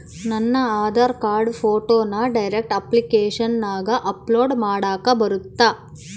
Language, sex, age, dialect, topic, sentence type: Kannada, female, 18-24, Central, banking, question